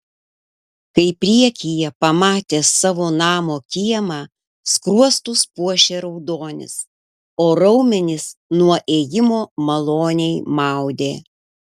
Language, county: Lithuanian, Panevėžys